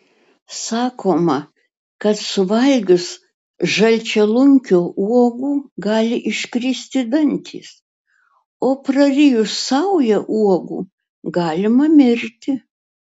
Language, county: Lithuanian, Utena